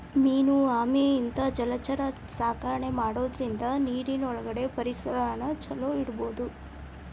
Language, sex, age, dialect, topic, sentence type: Kannada, female, 25-30, Dharwad Kannada, agriculture, statement